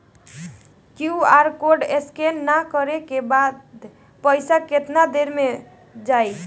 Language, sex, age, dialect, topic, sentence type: Bhojpuri, female, <18, Southern / Standard, banking, question